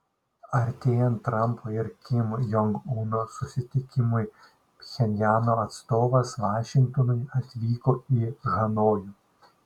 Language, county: Lithuanian, Šiauliai